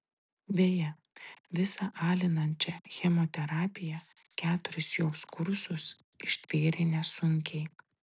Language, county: Lithuanian, Tauragė